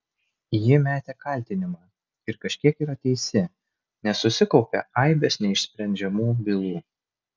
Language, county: Lithuanian, Vilnius